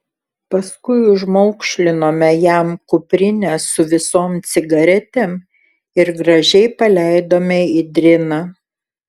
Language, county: Lithuanian, Šiauliai